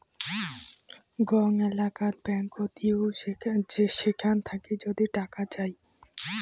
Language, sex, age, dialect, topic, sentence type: Bengali, female, <18, Rajbangshi, banking, statement